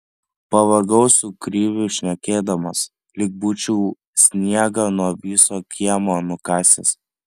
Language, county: Lithuanian, Panevėžys